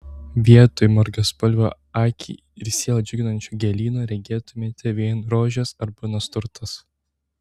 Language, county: Lithuanian, Tauragė